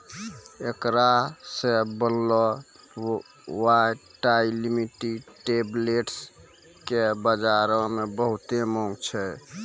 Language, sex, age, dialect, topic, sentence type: Maithili, male, 18-24, Angika, banking, statement